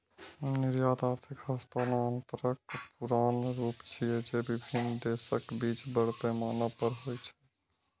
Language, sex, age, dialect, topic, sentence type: Maithili, male, 25-30, Eastern / Thethi, banking, statement